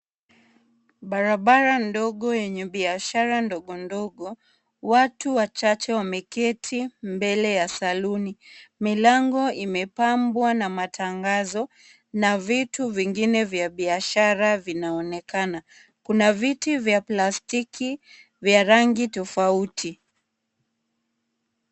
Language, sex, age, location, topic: Swahili, female, 18-24, Kisumu, finance